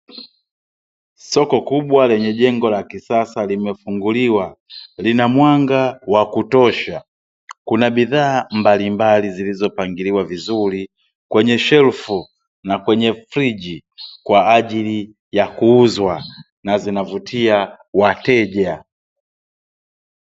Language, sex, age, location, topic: Swahili, male, 36-49, Dar es Salaam, finance